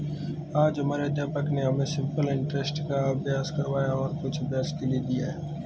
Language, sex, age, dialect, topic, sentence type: Hindi, male, 18-24, Marwari Dhudhari, banking, statement